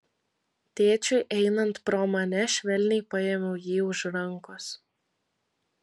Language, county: Lithuanian, Vilnius